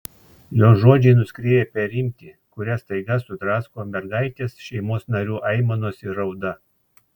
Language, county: Lithuanian, Klaipėda